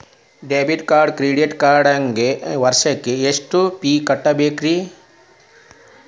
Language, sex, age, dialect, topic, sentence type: Kannada, male, 36-40, Dharwad Kannada, banking, question